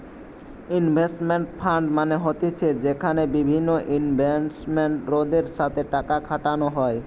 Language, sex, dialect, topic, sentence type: Bengali, male, Western, banking, statement